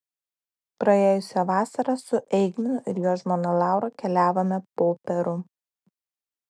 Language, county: Lithuanian, Klaipėda